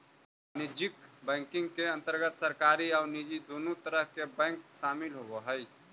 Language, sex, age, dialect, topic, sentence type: Magahi, male, 18-24, Central/Standard, banking, statement